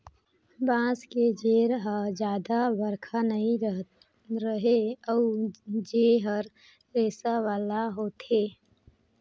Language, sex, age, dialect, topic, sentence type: Chhattisgarhi, female, 25-30, Northern/Bhandar, agriculture, statement